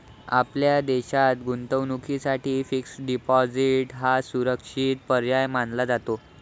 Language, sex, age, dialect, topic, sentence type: Marathi, male, 25-30, Varhadi, banking, statement